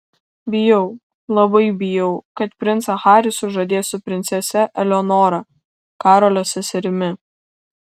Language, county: Lithuanian, Kaunas